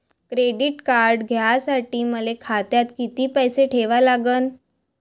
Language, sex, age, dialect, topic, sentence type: Marathi, female, 25-30, Varhadi, banking, question